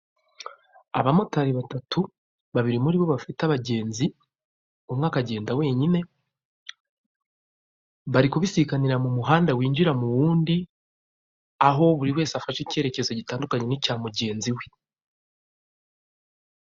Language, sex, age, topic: Kinyarwanda, male, 36-49, government